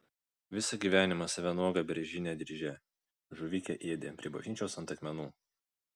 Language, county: Lithuanian, Vilnius